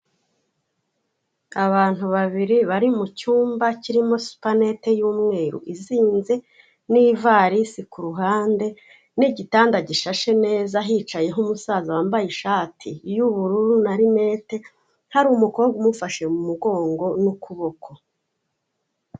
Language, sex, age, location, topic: Kinyarwanda, female, 36-49, Kigali, health